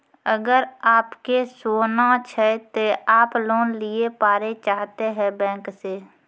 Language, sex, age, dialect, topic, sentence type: Maithili, female, 18-24, Angika, banking, question